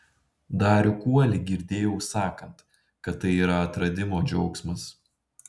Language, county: Lithuanian, Panevėžys